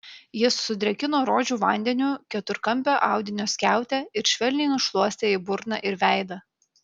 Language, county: Lithuanian, Kaunas